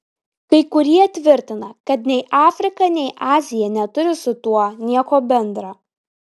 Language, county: Lithuanian, Telšiai